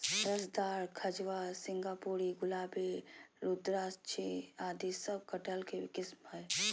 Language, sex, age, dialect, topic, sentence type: Magahi, female, 31-35, Southern, agriculture, statement